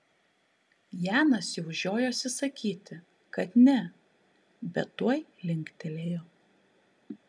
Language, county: Lithuanian, Kaunas